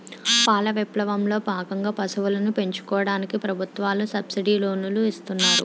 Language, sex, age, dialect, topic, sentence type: Telugu, female, 25-30, Utterandhra, agriculture, statement